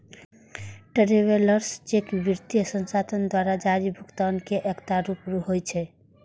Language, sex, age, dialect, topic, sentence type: Maithili, female, 41-45, Eastern / Thethi, banking, statement